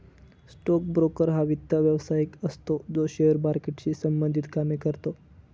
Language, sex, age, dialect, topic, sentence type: Marathi, male, 18-24, Northern Konkan, banking, statement